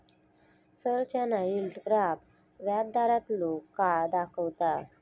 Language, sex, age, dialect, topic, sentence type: Marathi, female, 25-30, Southern Konkan, banking, statement